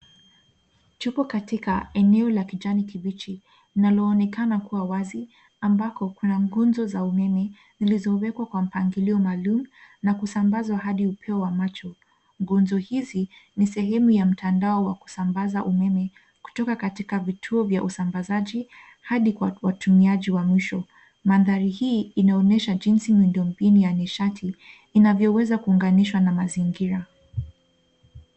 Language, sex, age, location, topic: Swahili, female, 18-24, Nairobi, government